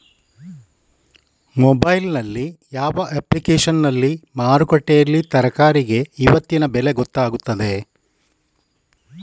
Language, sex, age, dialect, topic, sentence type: Kannada, male, 18-24, Coastal/Dakshin, agriculture, question